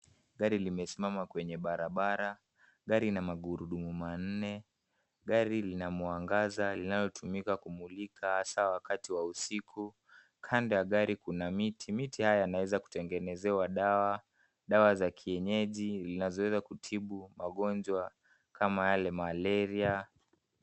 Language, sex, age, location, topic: Swahili, male, 18-24, Kisumu, finance